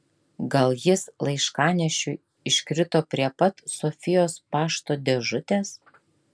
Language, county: Lithuanian, Klaipėda